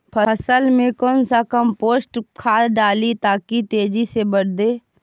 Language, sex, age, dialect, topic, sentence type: Magahi, female, 18-24, Central/Standard, agriculture, question